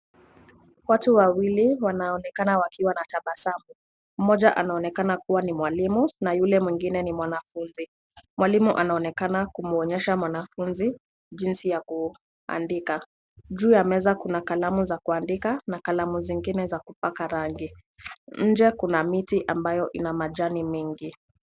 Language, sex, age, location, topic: Swahili, female, 18-24, Nairobi, education